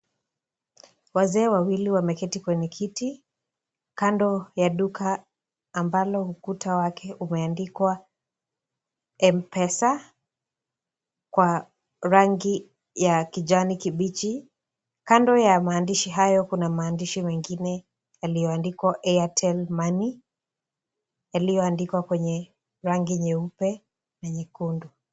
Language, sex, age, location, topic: Swahili, female, 18-24, Kisii, finance